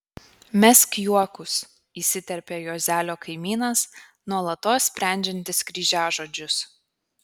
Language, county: Lithuanian, Kaunas